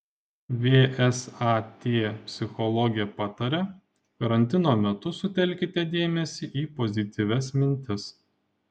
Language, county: Lithuanian, Panevėžys